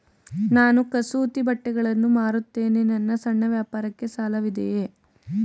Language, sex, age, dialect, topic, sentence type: Kannada, female, 18-24, Mysore Kannada, banking, question